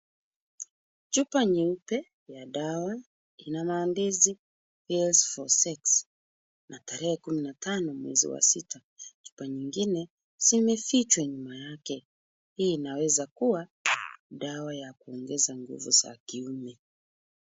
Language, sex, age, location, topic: Swahili, female, 25-35, Kisumu, health